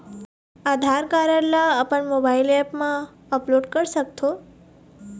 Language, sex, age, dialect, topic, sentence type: Chhattisgarhi, female, 60-100, Eastern, banking, question